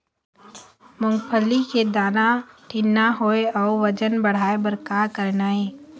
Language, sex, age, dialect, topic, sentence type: Chhattisgarhi, female, 51-55, Eastern, agriculture, question